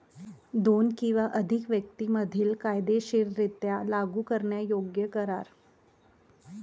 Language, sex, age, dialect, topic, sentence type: Marathi, male, 31-35, Varhadi, banking, statement